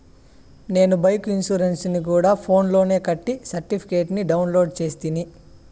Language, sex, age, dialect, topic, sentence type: Telugu, male, 18-24, Southern, banking, statement